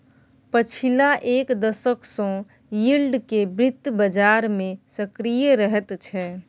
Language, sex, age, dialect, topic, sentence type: Maithili, female, 18-24, Bajjika, banking, statement